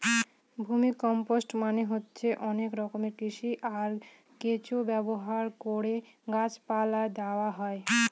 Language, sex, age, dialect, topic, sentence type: Bengali, female, 25-30, Northern/Varendri, agriculture, statement